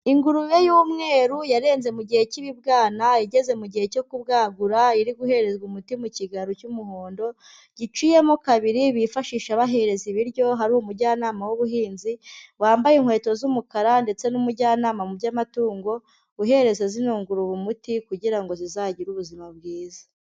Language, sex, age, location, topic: Kinyarwanda, female, 18-24, Huye, agriculture